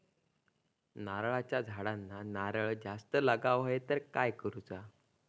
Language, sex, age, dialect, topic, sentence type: Marathi, female, 41-45, Southern Konkan, agriculture, question